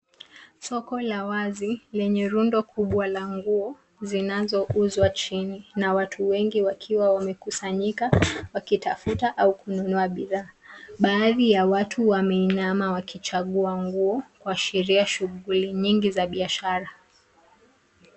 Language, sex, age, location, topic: Swahili, female, 25-35, Nairobi, finance